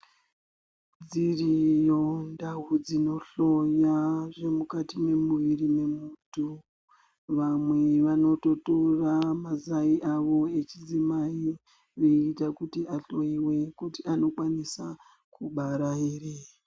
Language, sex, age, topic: Ndau, female, 36-49, health